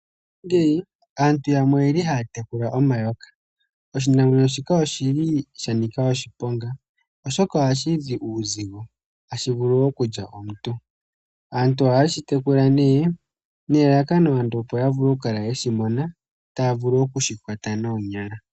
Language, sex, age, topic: Oshiwambo, female, 18-24, agriculture